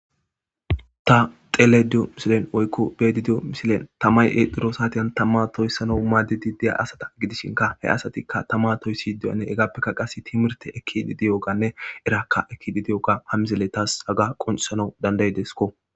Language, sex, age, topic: Gamo, female, 18-24, government